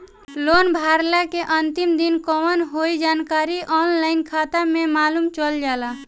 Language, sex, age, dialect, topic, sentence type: Bhojpuri, female, 18-24, Northern, banking, statement